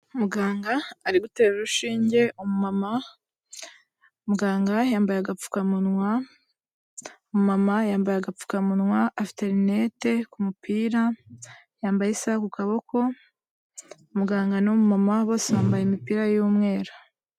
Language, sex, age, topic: Kinyarwanda, female, 18-24, health